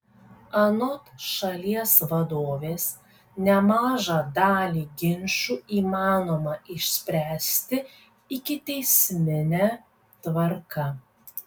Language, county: Lithuanian, Kaunas